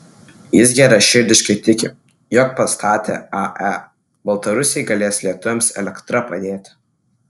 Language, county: Lithuanian, Klaipėda